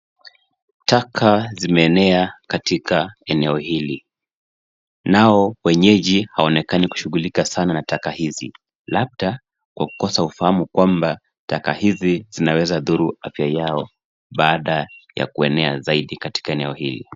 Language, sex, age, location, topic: Swahili, male, 25-35, Nairobi, government